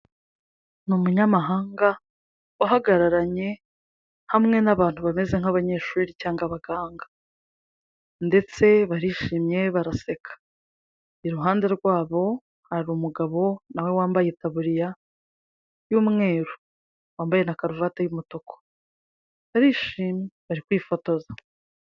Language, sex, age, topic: Kinyarwanda, female, 25-35, health